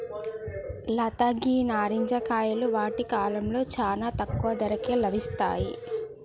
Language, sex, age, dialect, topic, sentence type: Telugu, female, 25-30, Telangana, agriculture, statement